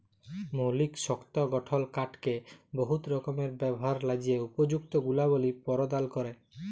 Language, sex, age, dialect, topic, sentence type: Bengali, male, 31-35, Jharkhandi, agriculture, statement